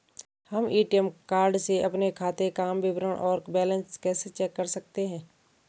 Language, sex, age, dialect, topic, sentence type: Hindi, female, 31-35, Garhwali, banking, question